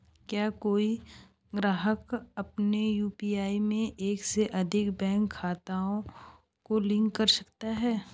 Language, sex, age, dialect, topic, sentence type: Hindi, male, 18-24, Hindustani Malvi Khadi Boli, banking, question